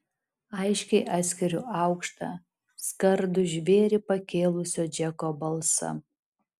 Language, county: Lithuanian, Šiauliai